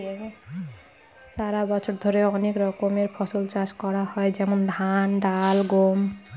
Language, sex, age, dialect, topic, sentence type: Bengali, female, 25-30, Northern/Varendri, agriculture, statement